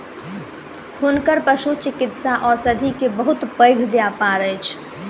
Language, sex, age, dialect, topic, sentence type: Maithili, female, 18-24, Southern/Standard, agriculture, statement